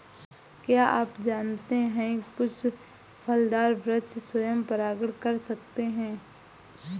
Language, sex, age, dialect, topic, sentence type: Hindi, female, 18-24, Awadhi Bundeli, agriculture, statement